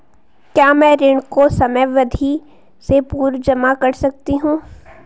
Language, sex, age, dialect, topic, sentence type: Hindi, female, 18-24, Garhwali, banking, question